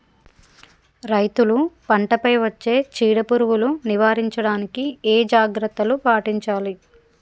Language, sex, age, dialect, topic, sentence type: Telugu, female, 36-40, Telangana, agriculture, question